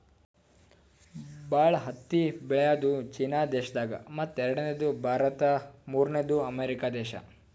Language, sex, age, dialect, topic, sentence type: Kannada, male, 18-24, Northeastern, agriculture, statement